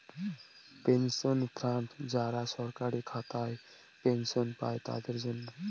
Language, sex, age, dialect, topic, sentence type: Bengali, male, 18-24, Northern/Varendri, banking, statement